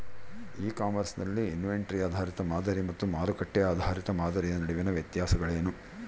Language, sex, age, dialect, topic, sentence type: Kannada, male, 51-55, Central, agriculture, question